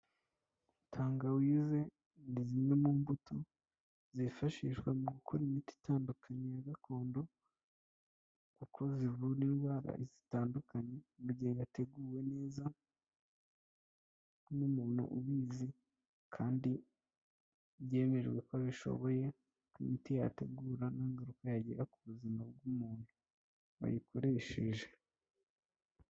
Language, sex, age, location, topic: Kinyarwanda, male, 25-35, Kigali, health